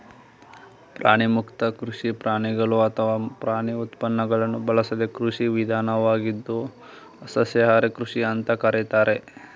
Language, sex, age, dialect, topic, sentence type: Kannada, male, 18-24, Mysore Kannada, agriculture, statement